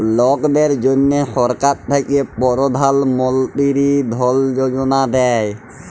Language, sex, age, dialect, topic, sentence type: Bengali, male, 25-30, Jharkhandi, banking, statement